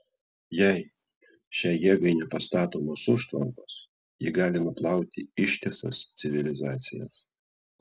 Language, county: Lithuanian, Klaipėda